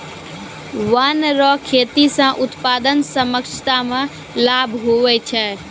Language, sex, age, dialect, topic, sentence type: Maithili, female, 18-24, Angika, agriculture, statement